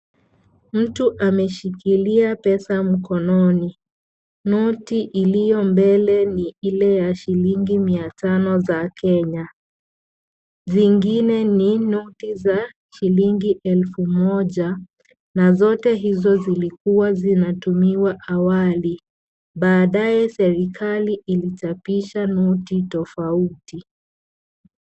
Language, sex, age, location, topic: Swahili, female, 25-35, Kisii, finance